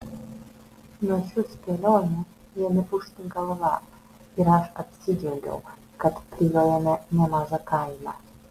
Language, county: Lithuanian, Vilnius